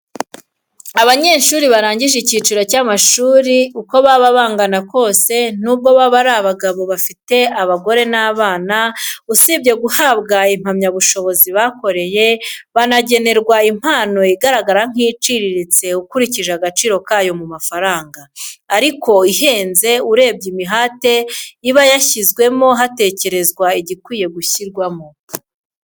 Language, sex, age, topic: Kinyarwanda, female, 25-35, education